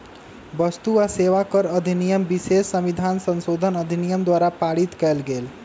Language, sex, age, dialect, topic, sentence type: Magahi, male, 25-30, Western, banking, statement